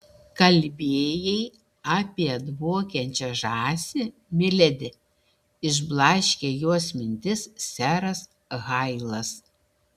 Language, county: Lithuanian, Šiauliai